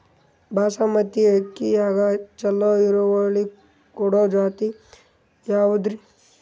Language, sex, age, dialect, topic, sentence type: Kannada, male, 18-24, Northeastern, agriculture, question